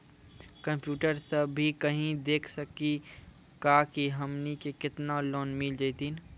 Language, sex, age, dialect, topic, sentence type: Maithili, male, 51-55, Angika, banking, question